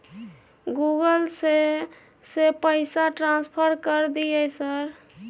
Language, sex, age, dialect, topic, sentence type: Maithili, female, 31-35, Bajjika, banking, question